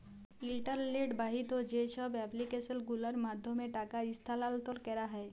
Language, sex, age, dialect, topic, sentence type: Bengali, female, 18-24, Jharkhandi, banking, statement